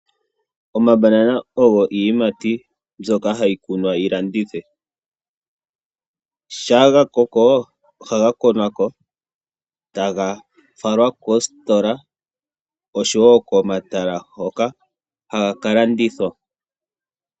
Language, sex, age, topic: Oshiwambo, male, 25-35, agriculture